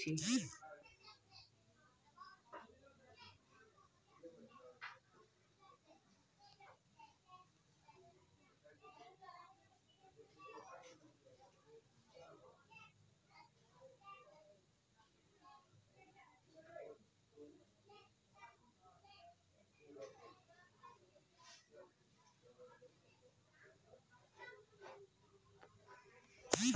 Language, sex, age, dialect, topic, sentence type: Magahi, female, 18-24, Northeastern/Surjapuri, banking, statement